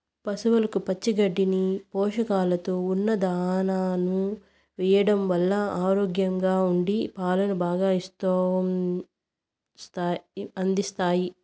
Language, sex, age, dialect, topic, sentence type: Telugu, female, 56-60, Southern, agriculture, statement